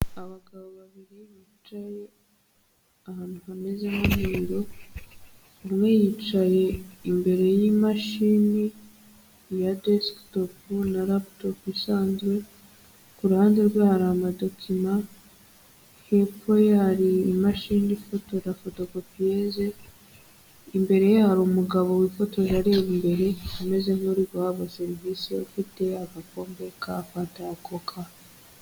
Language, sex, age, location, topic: Kinyarwanda, female, 18-24, Huye, finance